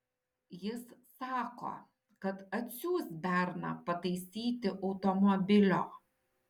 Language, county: Lithuanian, Šiauliai